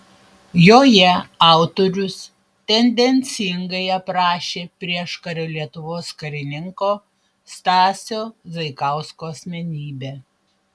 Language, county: Lithuanian, Panevėžys